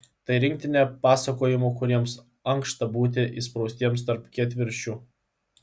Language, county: Lithuanian, Klaipėda